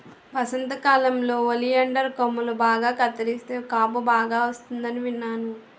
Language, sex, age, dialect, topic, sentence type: Telugu, female, 18-24, Utterandhra, agriculture, statement